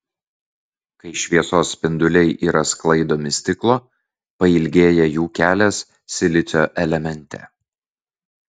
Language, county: Lithuanian, Vilnius